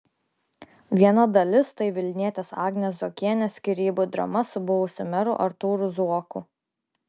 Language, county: Lithuanian, Klaipėda